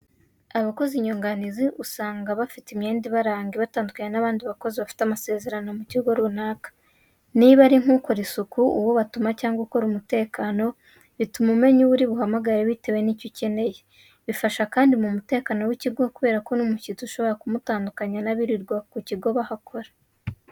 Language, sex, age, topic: Kinyarwanda, female, 18-24, education